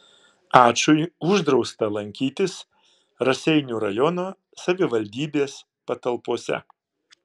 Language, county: Lithuanian, Klaipėda